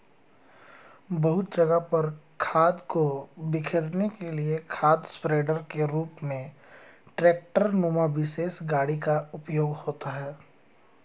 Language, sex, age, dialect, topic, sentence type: Hindi, male, 31-35, Hindustani Malvi Khadi Boli, agriculture, statement